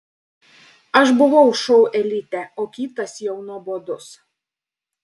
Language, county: Lithuanian, Panevėžys